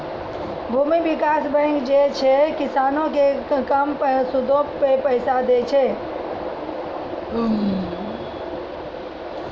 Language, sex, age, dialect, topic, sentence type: Maithili, female, 31-35, Angika, banking, statement